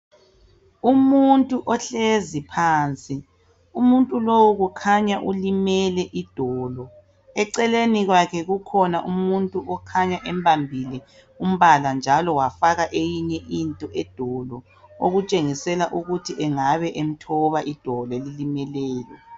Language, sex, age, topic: North Ndebele, male, 36-49, health